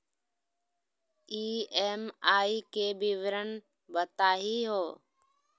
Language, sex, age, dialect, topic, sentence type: Magahi, female, 60-100, Southern, banking, question